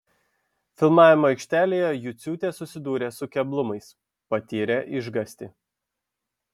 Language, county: Lithuanian, Šiauliai